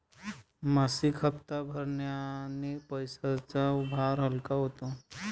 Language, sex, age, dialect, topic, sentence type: Marathi, male, 25-30, Northern Konkan, banking, statement